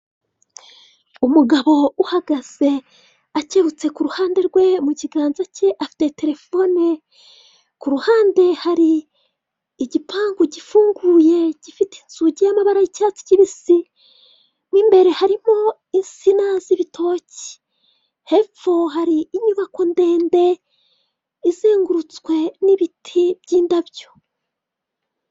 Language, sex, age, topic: Kinyarwanda, female, 36-49, government